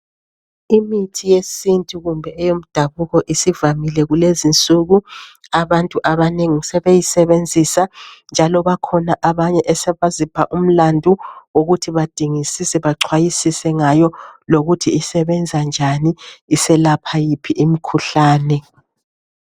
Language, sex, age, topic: North Ndebele, female, 50+, health